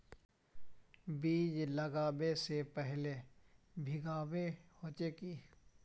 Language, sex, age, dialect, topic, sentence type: Magahi, male, 25-30, Northeastern/Surjapuri, agriculture, question